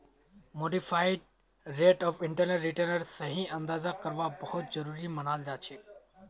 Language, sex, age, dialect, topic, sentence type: Magahi, male, 18-24, Northeastern/Surjapuri, banking, statement